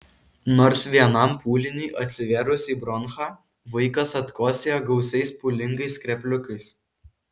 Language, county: Lithuanian, Kaunas